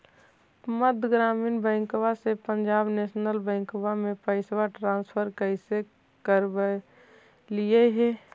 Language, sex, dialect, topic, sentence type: Magahi, female, Central/Standard, banking, question